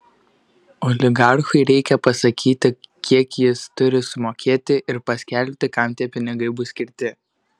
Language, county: Lithuanian, Šiauliai